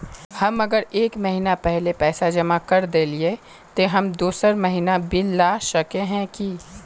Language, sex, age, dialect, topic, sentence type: Magahi, male, 18-24, Northeastern/Surjapuri, banking, question